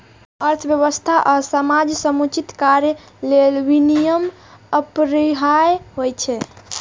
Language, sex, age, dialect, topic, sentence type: Maithili, female, 18-24, Eastern / Thethi, banking, statement